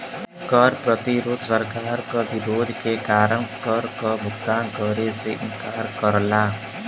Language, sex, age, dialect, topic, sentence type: Bhojpuri, male, 18-24, Western, banking, statement